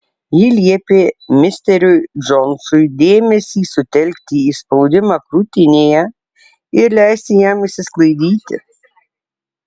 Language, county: Lithuanian, Alytus